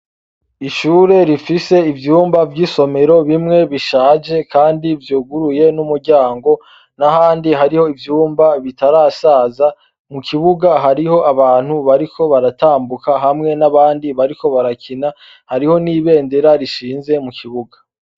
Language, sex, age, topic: Rundi, male, 25-35, education